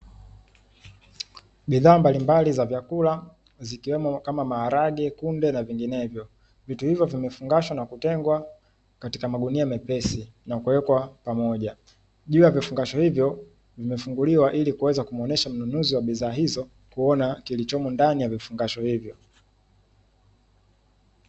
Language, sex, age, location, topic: Swahili, male, 18-24, Dar es Salaam, agriculture